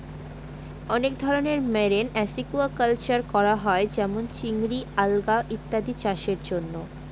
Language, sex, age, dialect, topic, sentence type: Bengali, female, 18-24, Northern/Varendri, agriculture, statement